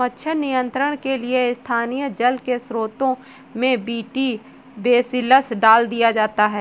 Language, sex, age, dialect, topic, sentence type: Hindi, female, 18-24, Marwari Dhudhari, agriculture, statement